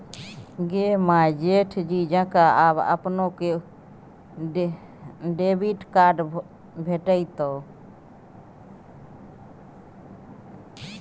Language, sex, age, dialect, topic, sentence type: Maithili, female, 31-35, Bajjika, banking, statement